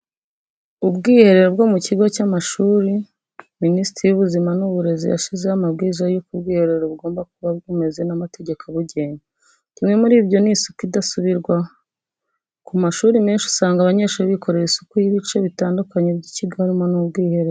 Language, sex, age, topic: Kinyarwanda, female, 25-35, education